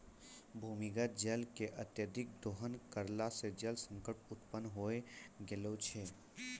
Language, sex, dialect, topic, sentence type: Maithili, male, Angika, agriculture, statement